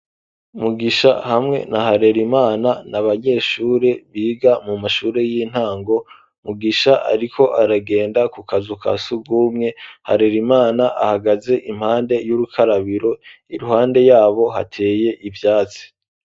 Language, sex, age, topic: Rundi, male, 25-35, education